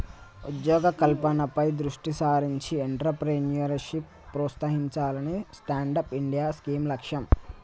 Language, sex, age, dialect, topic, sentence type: Telugu, male, 18-24, Telangana, banking, statement